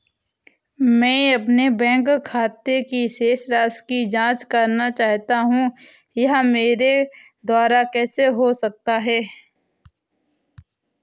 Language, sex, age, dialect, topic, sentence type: Hindi, female, 18-24, Awadhi Bundeli, banking, question